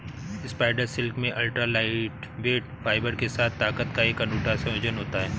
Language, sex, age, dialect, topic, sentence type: Hindi, male, 18-24, Awadhi Bundeli, agriculture, statement